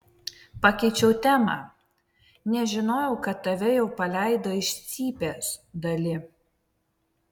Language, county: Lithuanian, Vilnius